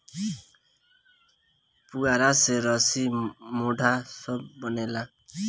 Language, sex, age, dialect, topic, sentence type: Bhojpuri, male, 18-24, Southern / Standard, agriculture, statement